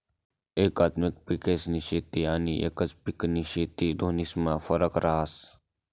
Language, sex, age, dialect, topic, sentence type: Marathi, male, 18-24, Northern Konkan, agriculture, statement